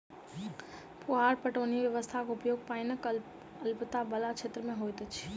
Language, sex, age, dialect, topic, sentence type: Maithili, female, 25-30, Southern/Standard, agriculture, statement